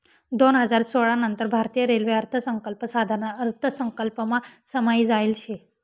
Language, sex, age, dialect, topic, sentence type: Marathi, female, 18-24, Northern Konkan, banking, statement